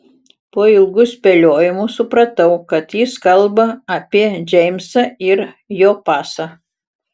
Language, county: Lithuanian, Utena